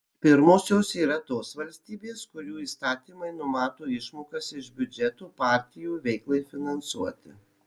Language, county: Lithuanian, Kaunas